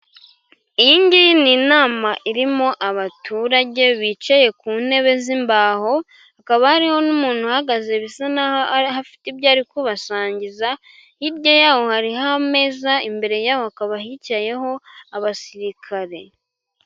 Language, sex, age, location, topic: Kinyarwanda, female, 18-24, Gakenke, government